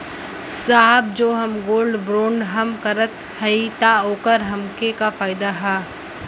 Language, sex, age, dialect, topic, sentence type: Bhojpuri, female, <18, Western, banking, question